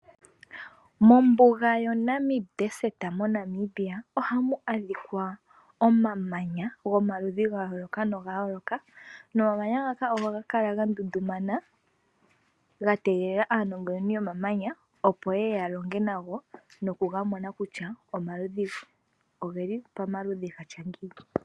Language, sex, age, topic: Oshiwambo, female, 18-24, agriculture